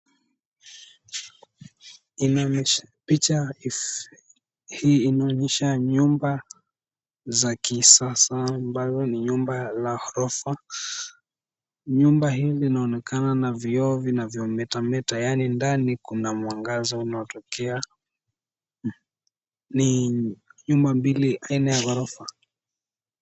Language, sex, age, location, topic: Swahili, male, 18-24, Nairobi, finance